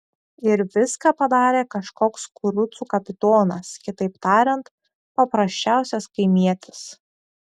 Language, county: Lithuanian, Šiauliai